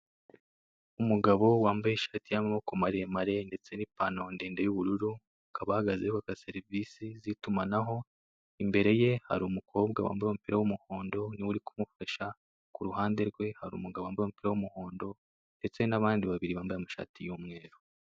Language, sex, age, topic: Kinyarwanda, male, 18-24, finance